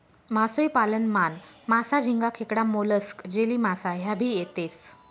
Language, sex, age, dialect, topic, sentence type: Marathi, female, 25-30, Northern Konkan, agriculture, statement